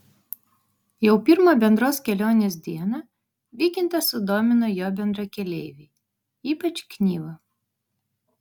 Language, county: Lithuanian, Vilnius